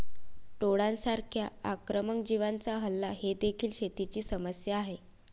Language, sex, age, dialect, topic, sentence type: Marathi, female, 25-30, Varhadi, agriculture, statement